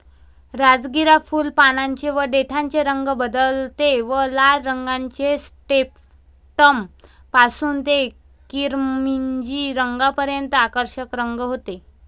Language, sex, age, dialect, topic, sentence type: Marathi, female, 25-30, Varhadi, agriculture, statement